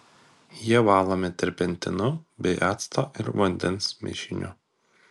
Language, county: Lithuanian, Kaunas